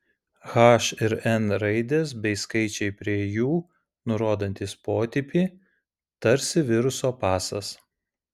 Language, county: Lithuanian, Vilnius